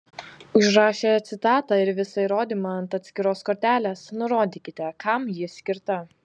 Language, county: Lithuanian, Vilnius